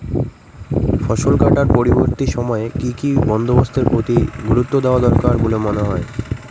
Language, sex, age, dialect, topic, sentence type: Bengali, male, 18-24, Northern/Varendri, agriculture, statement